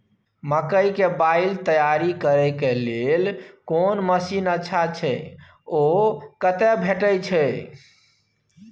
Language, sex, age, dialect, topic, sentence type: Maithili, male, 36-40, Bajjika, agriculture, question